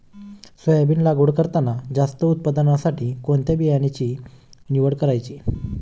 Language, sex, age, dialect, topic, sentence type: Marathi, male, 25-30, Standard Marathi, agriculture, question